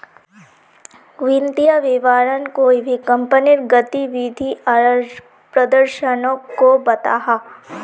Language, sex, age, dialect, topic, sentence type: Magahi, female, 18-24, Northeastern/Surjapuri, banking, statement